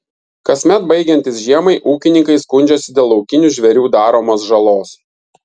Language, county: Lithuanian, Vilnius